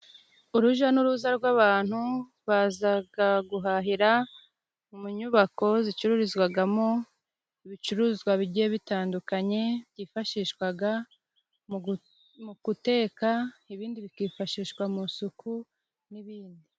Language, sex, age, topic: Kinyarwanda, female, 25-35, finance